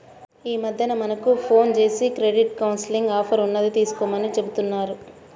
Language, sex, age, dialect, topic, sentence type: Telugu, female, 25-30, Central/Coastal, banking, statement